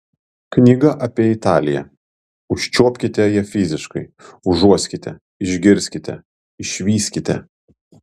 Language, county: Lithuanian, Panevėžys